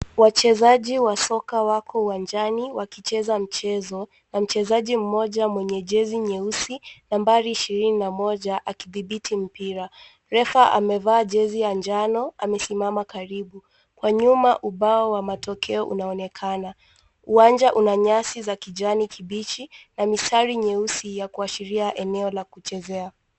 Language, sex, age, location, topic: Swahili, female, 18-24, Nairobi, education